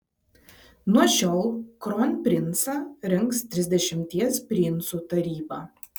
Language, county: Lithuanian, Vilnius